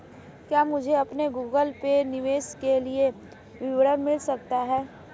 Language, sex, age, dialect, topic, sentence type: Hindi, female, 18-24, Marwari Dhudhari, banking, question